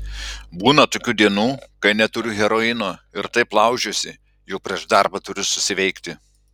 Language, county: Lithuanian, Klaipėda